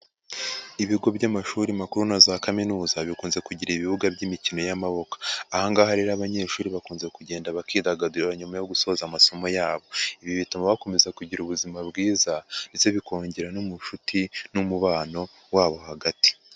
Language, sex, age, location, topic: Kinyarwanda, male, 25-35, Huye, education